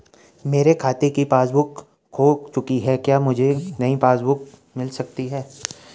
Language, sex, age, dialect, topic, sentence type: Hindi, male, 18-24, Garhwali, banking, question